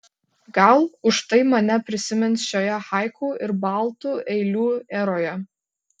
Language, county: Lithuanian, Kaunas